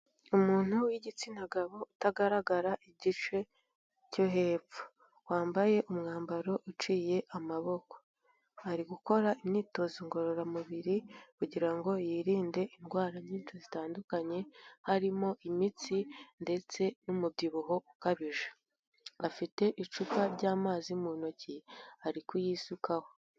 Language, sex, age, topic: Kinyarwanda, female, 18-24, health